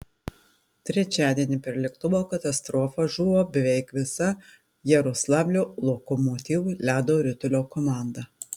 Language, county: Lithuanian, Tauragė